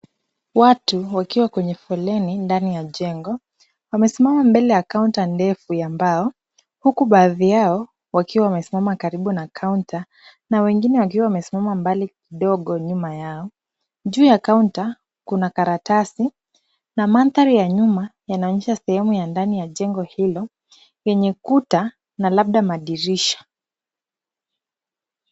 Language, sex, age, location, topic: Swahili, female, 25-35, Kisumu, government